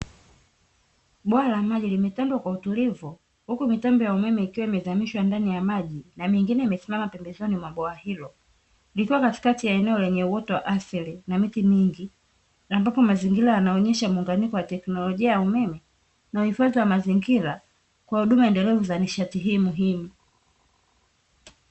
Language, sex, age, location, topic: Swahili, female, 25-35, Dar es Salaam, government